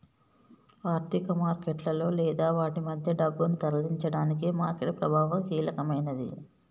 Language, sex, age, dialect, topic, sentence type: Telugu, male, 18-24, Telangana, banking, statement